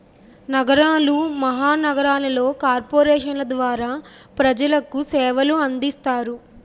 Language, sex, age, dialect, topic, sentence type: Telugu, female, 18-24, Utterandhra, banking, statement